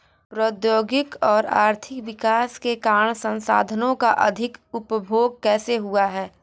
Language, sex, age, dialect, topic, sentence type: Hindi, female, 18-24, Hindustani Malvi Khadi Boli, agriculture, question